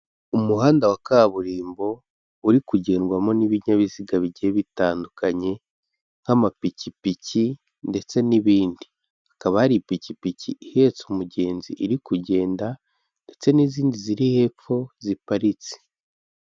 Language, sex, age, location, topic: Kinyarwanda, male, 18-24, Kigali, government